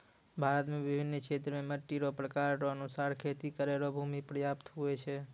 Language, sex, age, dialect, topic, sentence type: Maithili, male, 25-30, Angika, agriculture, statement